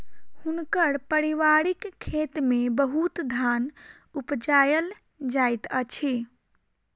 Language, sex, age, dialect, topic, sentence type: Maithili, female, 18-24, Southern/Standard, agriculture, statement